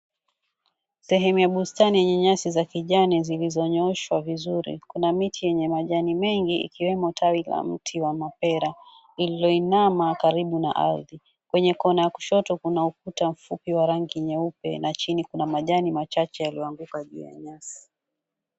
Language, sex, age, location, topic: Swahili, female, 36-49, Mombasa, agriculture